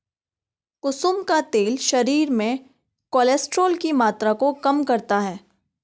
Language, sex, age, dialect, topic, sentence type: Hindi, female, 25-30, Garhwali, agriculture, statement